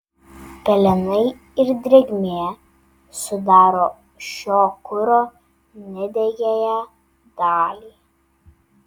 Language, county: Lithuanian, Vilnius